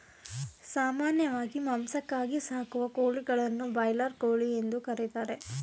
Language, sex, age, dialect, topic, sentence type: Kannada, female, 18-24, Mysore Kannada, agriculture, statement